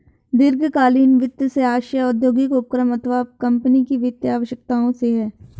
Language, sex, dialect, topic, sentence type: Hindi, female, Hindustani Malvi Khadi Boli, banking, statement